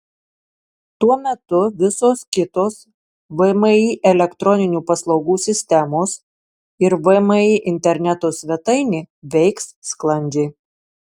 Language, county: Lithuanian, Marijampolė